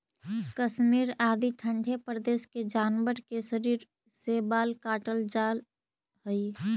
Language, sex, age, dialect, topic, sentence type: Magahi, female, 18-24, Central/Standard, banking, statement